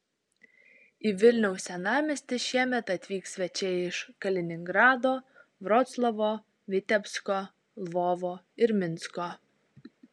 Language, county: Lithuanian, Šiauliai